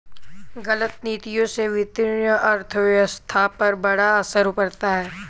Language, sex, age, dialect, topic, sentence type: Hindi, male, 18-24, Kanauji Braj Bhasha, banking, statement